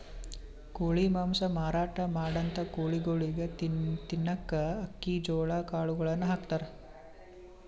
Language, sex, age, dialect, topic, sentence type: Kannada, male, 18-24, Northeastern, agriculture, statement